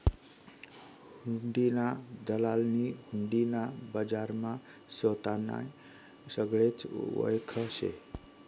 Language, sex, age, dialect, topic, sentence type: Marathi, male, 36-40, Northern Konkan, banking, statement